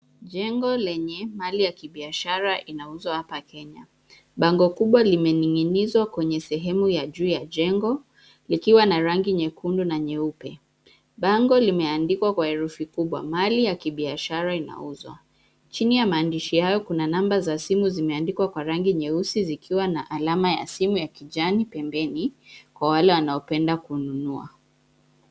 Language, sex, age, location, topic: Swahili, female, 25-35, Nairobi, finance